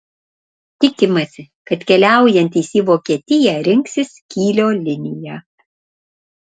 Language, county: Lithuanian, Panevėžys